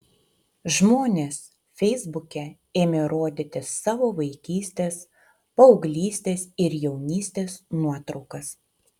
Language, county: Lithuanian, Utena